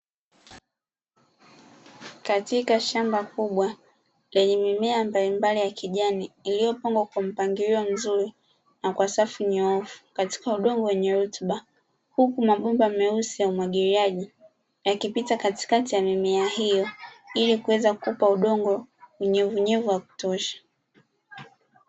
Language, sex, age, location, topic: Swahili, female, 25-35, Dar es Salaam, agriculture